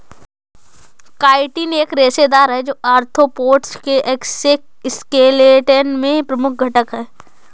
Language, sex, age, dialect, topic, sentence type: Hindi, female, 25-30, Awadhi Bundeli, agriculture, statement